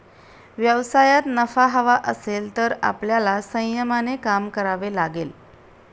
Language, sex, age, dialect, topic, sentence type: Marathi, female, 31-35, Standard Marathi, banking, statement